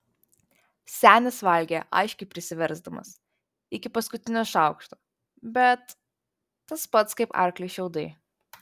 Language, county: Lithuanian, Vilnius